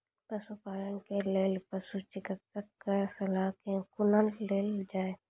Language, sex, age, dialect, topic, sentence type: Maithili, female, 25-30, Angika, agriculture, question